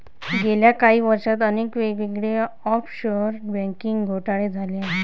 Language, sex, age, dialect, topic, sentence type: Marathi, female, 25-30, Varhadi, banking, statement